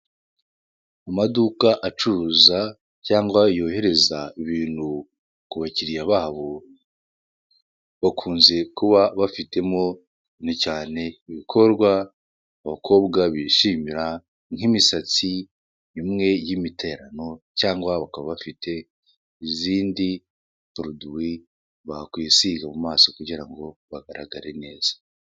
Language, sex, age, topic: Kinyarwanda, male, 18-24, finance